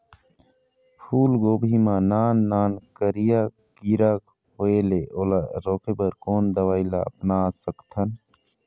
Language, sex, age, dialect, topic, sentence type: Chhattisgarhi, male, 25-30, Eastern, agriculture, question